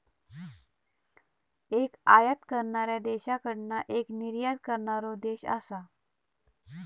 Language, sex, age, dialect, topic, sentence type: Marathi, male, 31-35, Southern Konkan, banking, statement